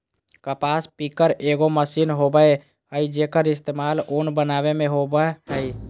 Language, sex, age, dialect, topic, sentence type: Magahi, female, 18-24, Southern, agriculture, statement